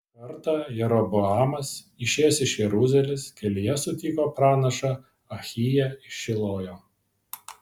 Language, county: Lithuanian, Vilnius